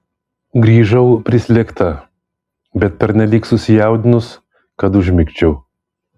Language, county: Lithuanian, Vilnius